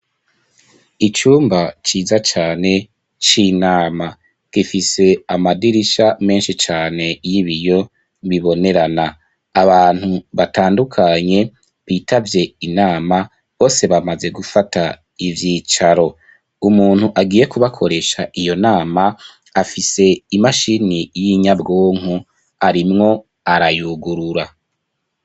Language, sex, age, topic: Rundi, male, 25-35, education